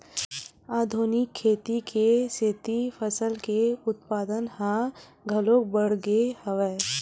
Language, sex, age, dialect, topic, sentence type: Chhattisgarhi, female, 18-24, Western/Budati/Khatahi, agriculture, statement